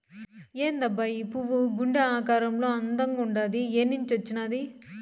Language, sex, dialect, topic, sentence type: Telugu, female, Southern, agriculture, statement